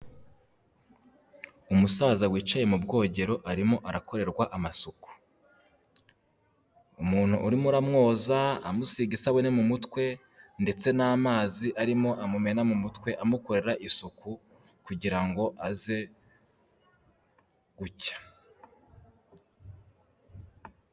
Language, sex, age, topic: Kinyarwanda, male, 18-24, health